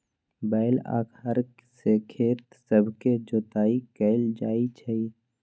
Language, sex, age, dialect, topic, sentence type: Magahi, male, 25-30, Western, agriculture, statement